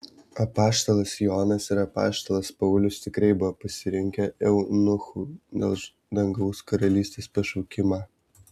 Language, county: Lithuanian, Vilnius